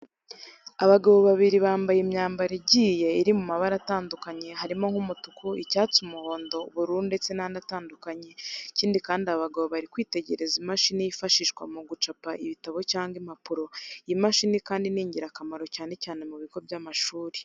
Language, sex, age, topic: Kinyarwanda, female, 25-35, education